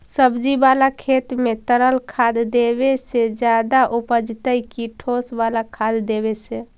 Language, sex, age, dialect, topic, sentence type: Magahi, female, 46-50, Central/Standard, agriculture, question